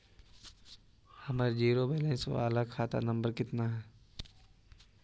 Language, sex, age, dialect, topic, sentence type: Magahi, male, 18-24, Central/Standard, banking, question